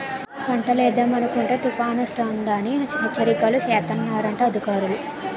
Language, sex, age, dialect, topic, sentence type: Telugu, female, 18-24, Utterandhra, agriculture, statement